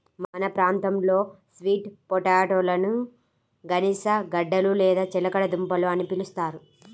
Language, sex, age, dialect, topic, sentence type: Telugu, female, 18-24, Central/Coastal, agriculture, statement